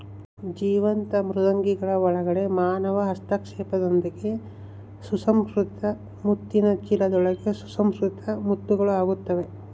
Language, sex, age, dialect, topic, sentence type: Kannada, male, 25-30, Central, agriculture, statement